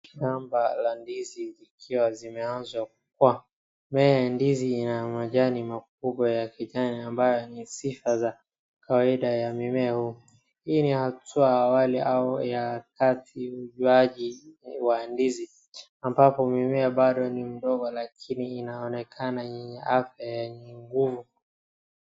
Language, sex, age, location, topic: Swahili, male, 36-49, Wajir, agriculture